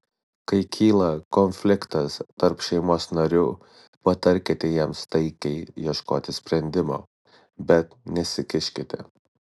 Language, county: Lithuanian, Šiauliai